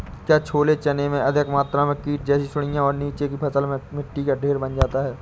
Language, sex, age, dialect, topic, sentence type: Hindi, male, 25-30, Awadhi Bundeli, agriculture, question